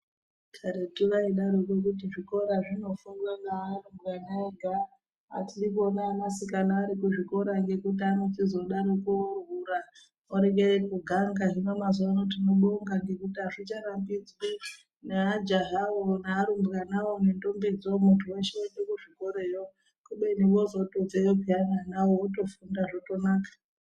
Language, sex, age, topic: Ndau, male, 36-49, education